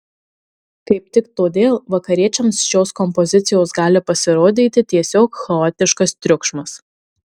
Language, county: Lithuanian, Marijampolė